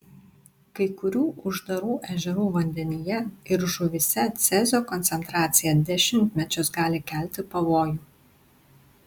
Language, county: Lithuanian, Tauragė